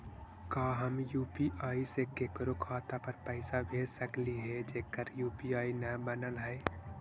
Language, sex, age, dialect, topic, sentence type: Magahi, male, 56-60, Central/Standard, banking, question